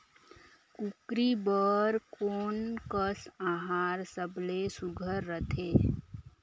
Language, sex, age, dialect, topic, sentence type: Chhattisgarhi, female, 18-24, Northern/Bhandar, agriculture, question